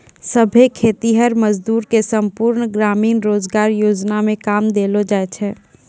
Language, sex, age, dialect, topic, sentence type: Maithili, female, 18-24, Angika, banking, statement